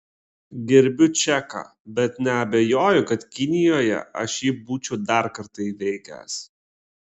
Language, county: Lithuanian, Klaipėda